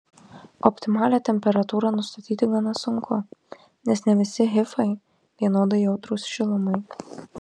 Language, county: Lithuanian, Marijampolė